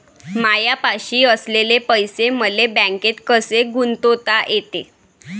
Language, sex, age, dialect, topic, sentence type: Marathi, male, 18-24, Varhadi, banking, question